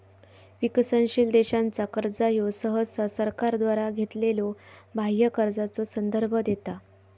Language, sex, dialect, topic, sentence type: Marathi, female, Southern Konkan, banking, statement